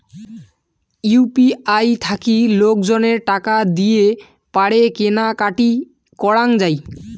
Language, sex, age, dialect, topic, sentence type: Bengali, male, 18-24, Rajbangshi, banking, statement